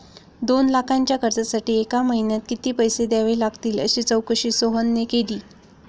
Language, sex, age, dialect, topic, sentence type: Marathi, female, 36-40, Standard Marathi, banking, statement